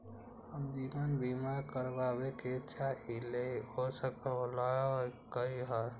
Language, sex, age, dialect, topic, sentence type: Magahi, male, 18-24, Western, banking, question